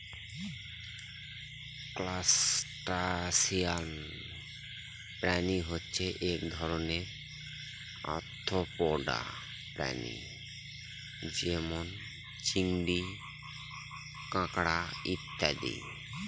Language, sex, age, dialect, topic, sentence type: Bengali, male, 31-35, Northern/Varendri, agriculture, statement